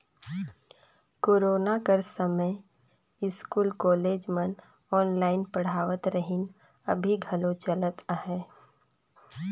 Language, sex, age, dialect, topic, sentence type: Chhattisgarhi, female, 25-30, Northern/Bhandar, banking, statement